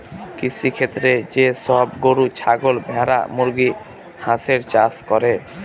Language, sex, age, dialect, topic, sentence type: Bengali, male, <18, Northern/Varendri, agriculture, statement